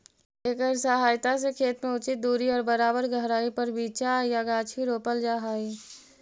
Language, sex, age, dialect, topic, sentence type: Magahi, female, 36-40, Central/Standard, banking, statement